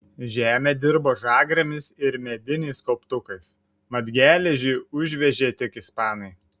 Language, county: Lithuanian, Šiauliai